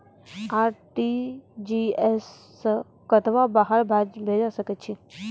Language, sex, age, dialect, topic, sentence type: Maithili, female, 36-40, Angika, banking, question